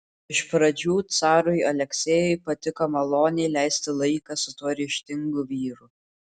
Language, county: Lithuanian, Klaipėda